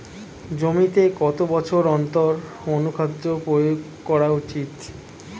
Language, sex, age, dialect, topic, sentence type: Bengali, male, 18-24, Standard Colloquial, agriculture, question